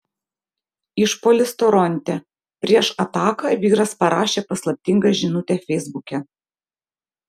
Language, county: Lithuanian, Vilnius